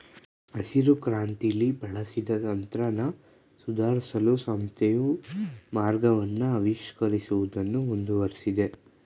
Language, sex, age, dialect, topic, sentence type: Kannada, male, 18-24, Mysore Kannada, agriculture, statement